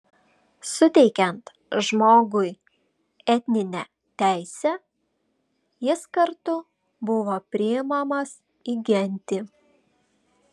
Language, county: Lithuanian, Vilnius